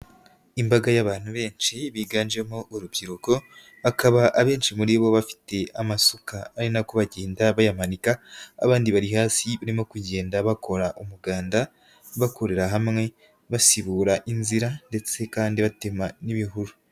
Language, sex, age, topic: Kinyarwanda, female, 18-24, government